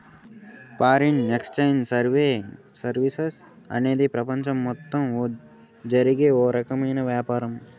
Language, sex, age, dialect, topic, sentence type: Telugu, male, 18-24, Southern, banking, statement